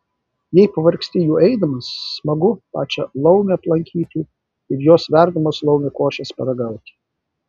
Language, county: Lithuanian, Vilnius